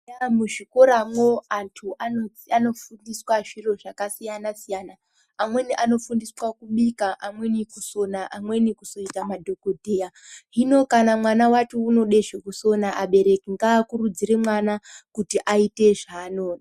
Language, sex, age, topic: Ndau, female, 25-35, education